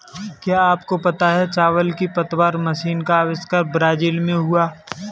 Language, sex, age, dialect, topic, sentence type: Hindi, male, 18-24, Kanauji Braj Bhasha, agriculture, statement